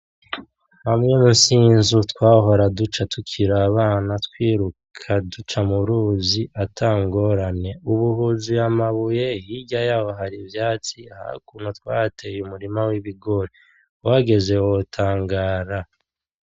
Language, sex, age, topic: Rundi, male, 36-49, agriculture